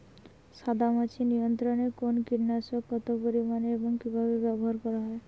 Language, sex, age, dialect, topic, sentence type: Bengali, female, 18-24, Rajbangshi, agriculture, question